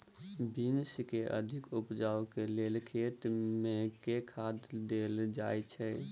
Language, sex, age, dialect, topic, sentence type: Maithili, male, 18-24, Southern/Standard, agriculture, question